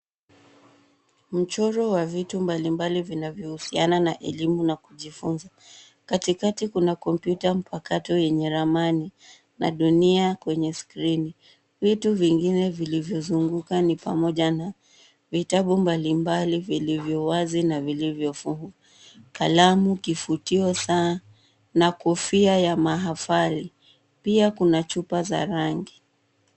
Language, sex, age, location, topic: Swahili, female, 18-24, Nairobi, education